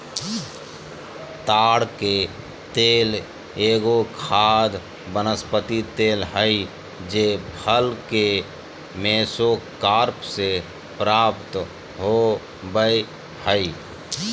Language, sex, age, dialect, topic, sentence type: Magahi, male, 31-35, Southern, agriculture, statement